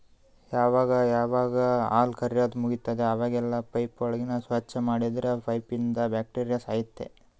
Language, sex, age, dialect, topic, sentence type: Kannada, male, 25-30, Northeastern, agriculture, statement